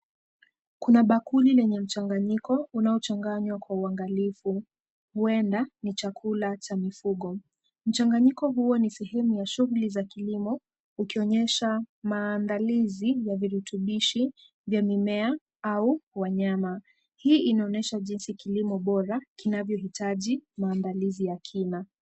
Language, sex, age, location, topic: Swahili, female, 18-24, Kisumu, agriculture